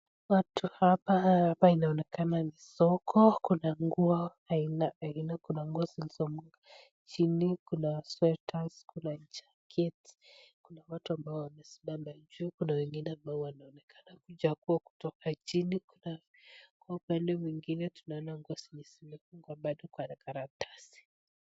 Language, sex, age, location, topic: Swahili, female, 18-24, Nakuru, finance